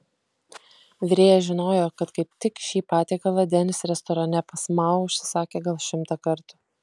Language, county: Lithuanian, Kaunas